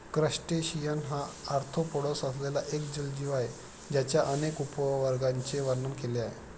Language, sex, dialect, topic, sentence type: Marathi, male, Standard Marathi, agriculture, statement